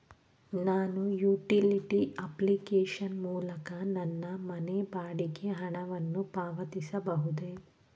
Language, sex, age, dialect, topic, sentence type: Kannada, female, 31-35, Mysore Kannada, banking, question